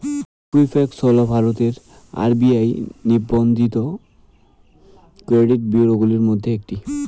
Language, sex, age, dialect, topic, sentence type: Bengali, male, 18-24, Rajbangshi, banking, question